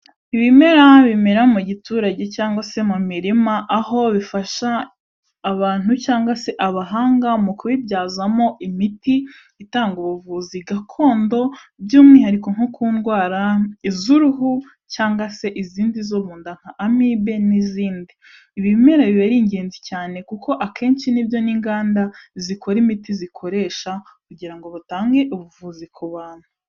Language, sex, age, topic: Kinyarwanda, female, 18-24, health